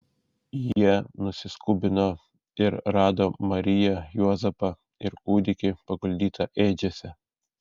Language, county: Lithuanian, Šiauliai